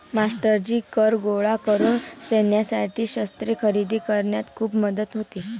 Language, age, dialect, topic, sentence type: Marathi, <18, Varhadi, banking, statement